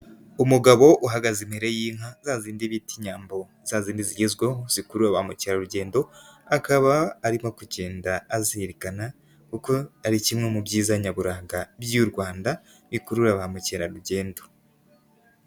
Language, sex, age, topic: Kinyarwanda, female, 18-24, government